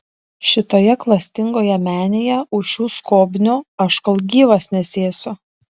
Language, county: Lithuanian, Šiauliai